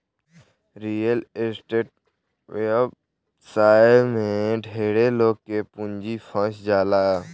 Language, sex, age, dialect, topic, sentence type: Bhojpuri, male, <18, Southern / Standard, banking, statement